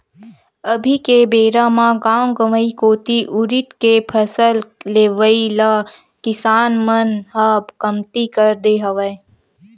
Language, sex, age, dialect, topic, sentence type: Chhattisgarhi, female, 18-24, Western/Budati/Khatahi, agriculture, statement